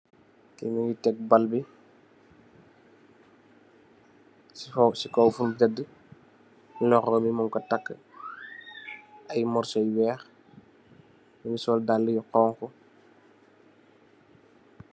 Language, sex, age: Wolof, male, 25-35